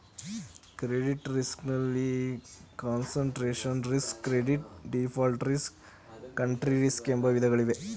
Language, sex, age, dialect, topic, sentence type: Kannada, female, 51-55, Mysore Kannada, banking, statement